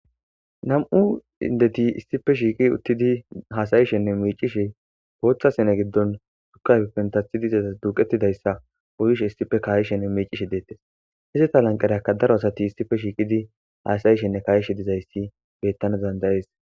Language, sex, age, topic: Gamo, female, 25-35, government